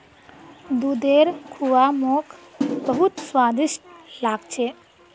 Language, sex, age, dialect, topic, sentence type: Magahi, female, 25-30, Northeastern/Surjapuri, agriculture, statement